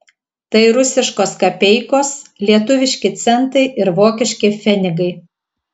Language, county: Lithuanian, Telšiai